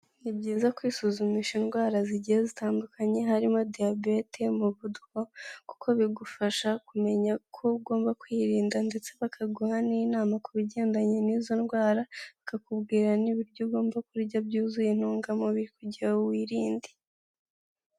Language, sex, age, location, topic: Kinyarwanda, female, 18-24, Kigali, health